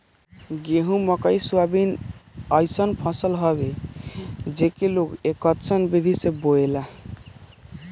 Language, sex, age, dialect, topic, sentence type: Bhojpuri, male, 18-24, Northern, agriculture, statement